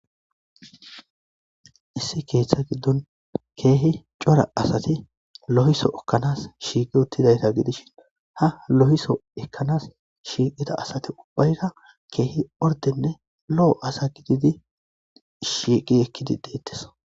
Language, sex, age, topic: Gamo, male, 25-35, government